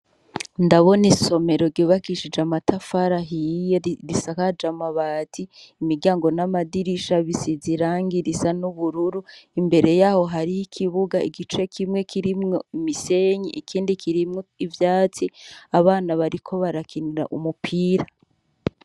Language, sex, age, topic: Rundi, female, 36-49, education